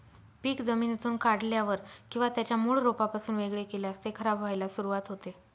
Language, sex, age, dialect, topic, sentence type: Marathi, female, 31-35, Northern Konkan, agriculture, statement